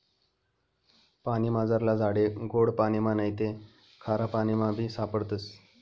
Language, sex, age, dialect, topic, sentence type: Marathi, male, 25-30, Northern Konkan, agriculture, statement